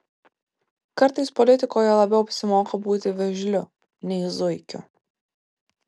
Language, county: Lithuanian, Vilnius